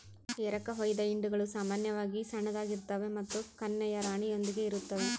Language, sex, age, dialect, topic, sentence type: Kannada, female, 25-30, Central, agriculture, statement